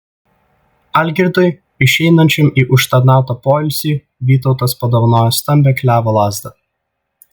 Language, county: Lithuanian, Vilnius